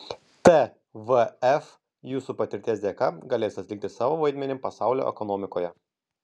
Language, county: Lithuanian, Kaunas